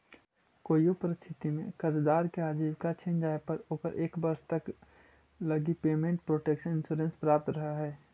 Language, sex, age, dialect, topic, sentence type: Magahi, male, 25-30, Central/Standard, banking, statement